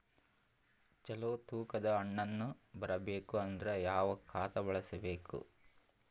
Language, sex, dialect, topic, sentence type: Kannada, male, Northeastern, agriculture, question